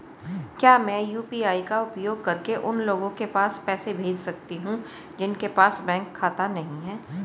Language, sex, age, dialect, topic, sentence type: Hindi, female, 41-45, Hindustani Malvi Khadi Boli, banking, question